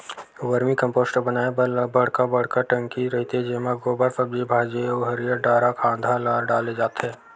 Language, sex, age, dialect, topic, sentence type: Chhattisgarhi, male, 51-55, Western/Budati/Khatahi, agriculture, statement